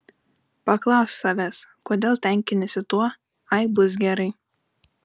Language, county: Lithuanian, Panevėžys